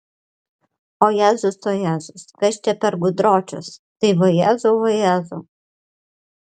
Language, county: Lithuanian, Panevėžys